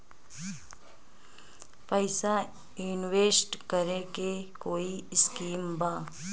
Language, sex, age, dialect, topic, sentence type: Bhojpuri, female, 25-30, Western, banking, question